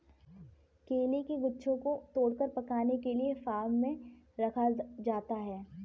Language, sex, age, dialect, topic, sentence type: Hindi, female, 18-24, Kanauji Braj Bhasha, agriculture, statement